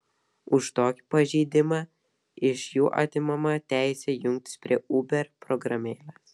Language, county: Lithuanian, Vilnius